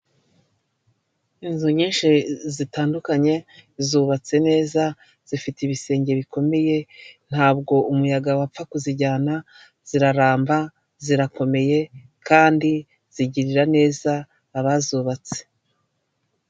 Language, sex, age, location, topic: Kinyarwanda, female, 36-49, Kigali, government